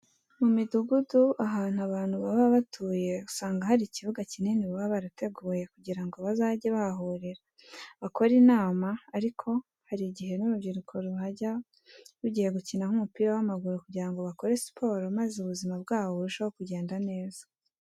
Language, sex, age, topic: Kinyarwanda, female, 18-24, education